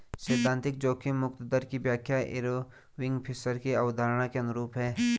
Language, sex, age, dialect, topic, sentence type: Hindi, male, 25-30, Garhwali, banking, statement